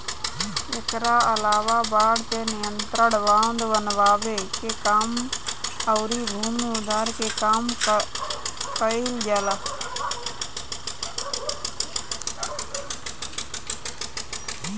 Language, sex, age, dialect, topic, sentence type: Bhojpuri, male, 25-30, Northern, agriculture, statement